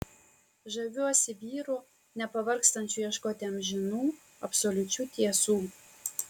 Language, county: Lithuanian, Kaunas